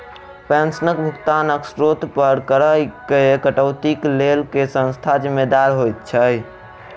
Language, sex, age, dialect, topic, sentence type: Maithili, male, 18-24, Southern/Standard, banking, question